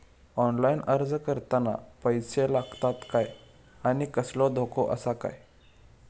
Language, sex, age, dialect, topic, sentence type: Marathi, male, 18-24, Southern Konkan, banking, question